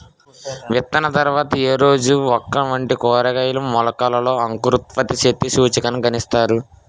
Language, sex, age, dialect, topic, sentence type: Telugu, male, 18-24, Utterandhra, agriculture, question